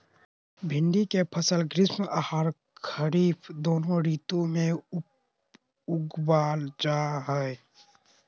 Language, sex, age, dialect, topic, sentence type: Magahi, male, 25-30, Southern, agriculture, statement